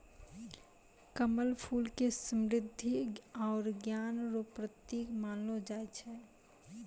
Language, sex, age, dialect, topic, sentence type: Maithili, female, 25-30, Angika, agriculture, statement